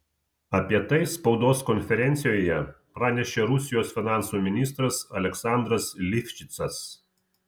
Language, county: Lithuanian, Vilnius